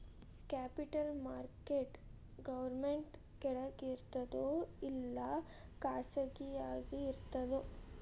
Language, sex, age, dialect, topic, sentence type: Kannada, female, 25-30, Dharwad Kannada, banking, statement